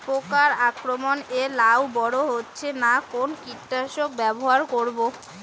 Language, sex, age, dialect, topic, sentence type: Bengali, female, 18-24, Rajbangshi, agriculture, question